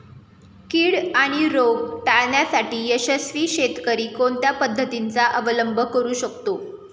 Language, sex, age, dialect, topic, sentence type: Marathi, female, 18-24, Standard Marathi, agriculture, question